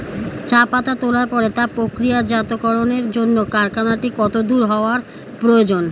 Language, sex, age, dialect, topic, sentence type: Bengali, female, 41-45, Standard Colloquial, agriculture, question